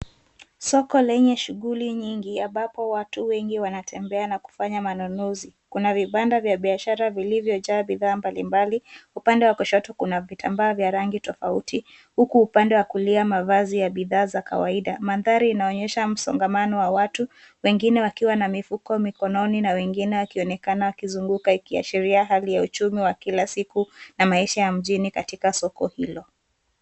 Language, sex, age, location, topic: Swahili, female, 18-24, Nairobi, finance